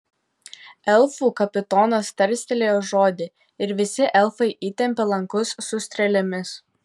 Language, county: Lithuanian, Telšiai